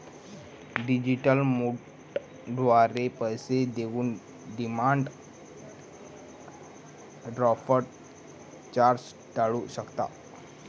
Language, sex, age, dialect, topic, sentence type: Marathi, male, 18-24, Varhadi, banking, statement